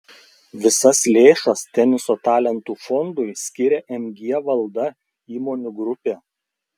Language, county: Lithuanian, Klaipėda